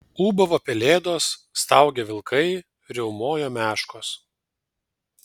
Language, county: Lithuanian, Vilnius